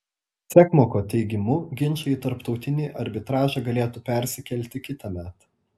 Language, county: Lithuanian, Telšiai